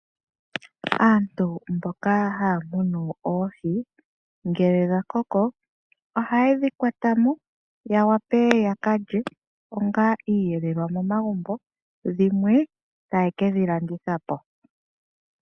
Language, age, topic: Oshiwambo, 25-35, agriculture